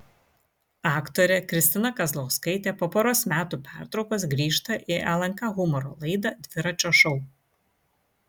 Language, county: Lithuanian, Vilnius